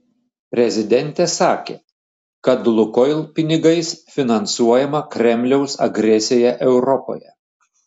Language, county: Lithuanian, Šiauliai